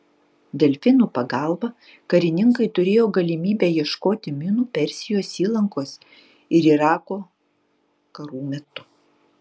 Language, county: Lithuanian, Utena